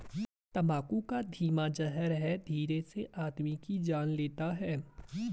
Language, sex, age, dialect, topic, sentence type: Hindi, male, 18-24, Garhwali, agriculture, statement